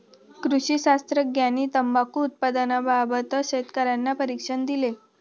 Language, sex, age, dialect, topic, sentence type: Marathi, female, 18-24, Standard Marathi, agriculture, statement